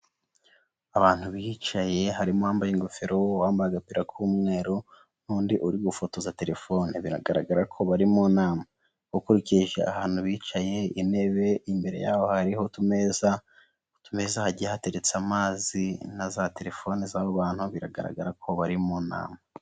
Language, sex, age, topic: Kinyarwanda, male, 18-24, government